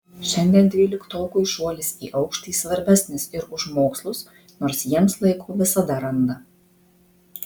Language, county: Lithuanian, Marijampolė